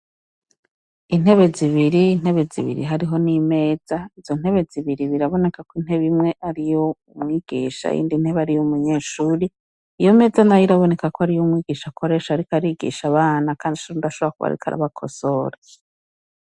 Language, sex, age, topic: Rundi, female, 36-49, education